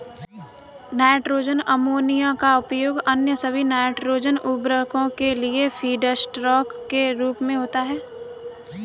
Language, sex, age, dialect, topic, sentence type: Hindi, male, 36-40, Kanauji Braj Bhasha, agriculture, statement